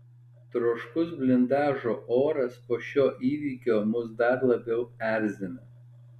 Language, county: Lithuanian, Alytus